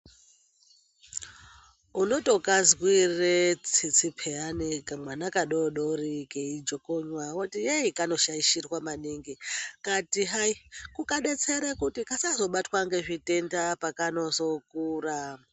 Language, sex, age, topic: Ndau, male, 25-35, health